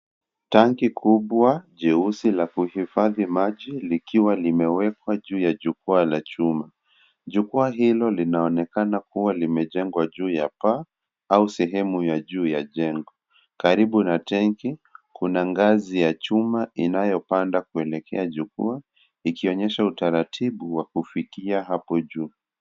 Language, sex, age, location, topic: Swahili, male, 25-35, Kisii, government